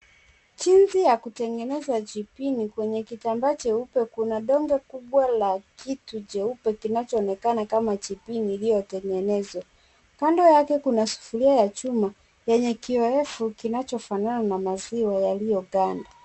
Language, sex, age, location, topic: Swahili, female, 18-24, Kisumu, agriculture